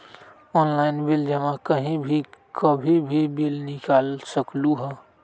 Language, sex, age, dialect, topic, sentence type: Magahi, male, 18-24, Western, banking, question